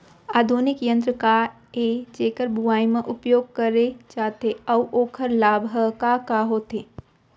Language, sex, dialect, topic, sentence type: Chhattisgarhi, female, Central, agriculture, question